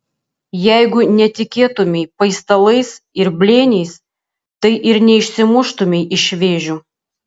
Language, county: Lithuanian, Kaunas